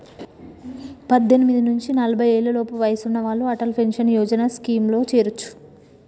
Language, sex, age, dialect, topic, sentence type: Telugu, female, 31-35, Telangana, banking, statement